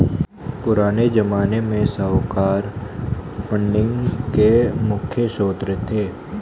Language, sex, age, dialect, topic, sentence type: Hindi, male, 18-24, Hindustani Malvi Khadi Boli, banking, statement